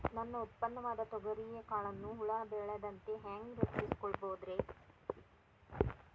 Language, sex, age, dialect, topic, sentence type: Kannada, female, 18-24, Dharwad Kannada, agriculture, question